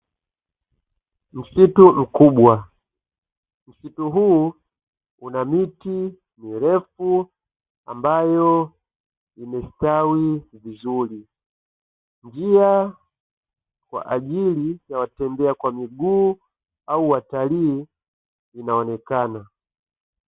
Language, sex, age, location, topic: Swahili, male, 25-35, Dar es Salaam, agriculture